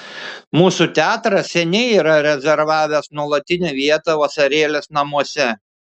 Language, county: Lithuanian, Šiauliai